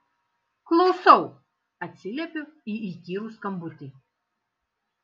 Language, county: Lithuanian, Kaunas